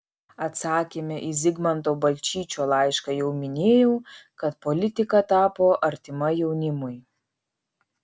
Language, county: Lithuanian, Vilnius